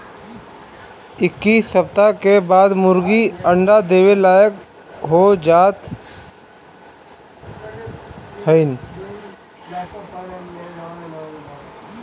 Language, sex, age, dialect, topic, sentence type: Bhojpuri, male, 36-40, Northern, agriculture, statement